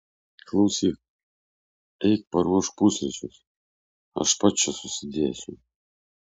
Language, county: Lithuanian, Vilnius